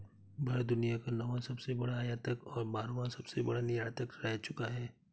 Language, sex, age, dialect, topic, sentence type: Hindi, male, 36-40, Awadhi Bundeli, banking, statement